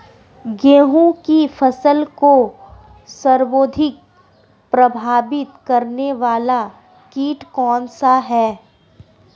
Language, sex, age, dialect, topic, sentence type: Hindi, female, 18-24, Marwari Dhudhari, agriculture, question